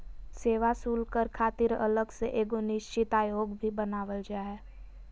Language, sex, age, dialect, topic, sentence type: Magahi, female, 18-24, Southern, banking, statement